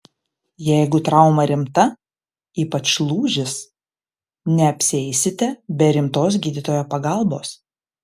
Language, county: Lithuanian, Panevėžys